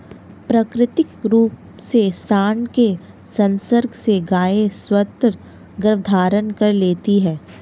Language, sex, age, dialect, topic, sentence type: Hindi, female, 18-24, Marwari Dhudhari, agriculture, statement